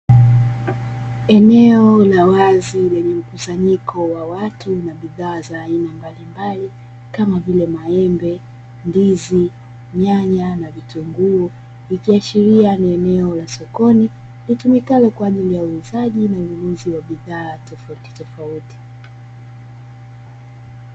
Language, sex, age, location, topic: Swahili, female, 25-35, Dar es Salaam, finance